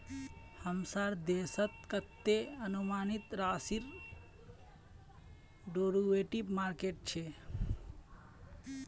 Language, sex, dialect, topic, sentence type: Magahi, male, Northeastern/Surjapuri, banking, statement